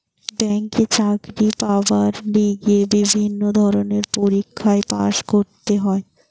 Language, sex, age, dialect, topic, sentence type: Bengali, female, 18-24, Western, banking, statement